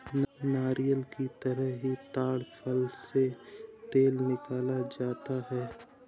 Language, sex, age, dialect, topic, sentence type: Hindi, male, 18-24, Awadhi Bundeli, agriculture, statement